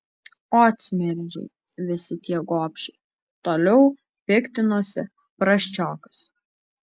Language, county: Lithuanian, Alytus